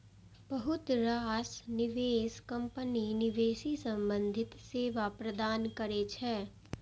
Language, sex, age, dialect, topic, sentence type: Maithili, female, 56-60, Eastern / Thethi, banking, statement